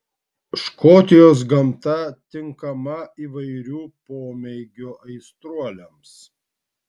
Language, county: Lithuanian, Vilnius